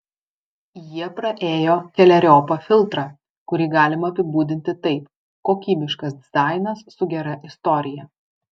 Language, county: Lithuanian, Vilnius